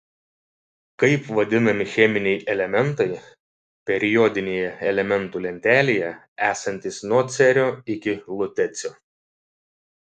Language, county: Lithuanian, Šiauliai